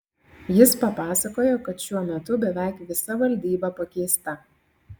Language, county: Lithuanian, Klaipėda